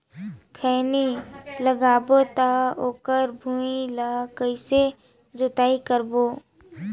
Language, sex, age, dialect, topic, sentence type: Chhattisgarhi, male, 18-24, Northern/Bhandar, agriculture, question